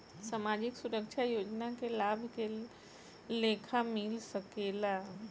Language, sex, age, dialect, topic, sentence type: Bhojpuri, female, 41-45, Northern, banking, question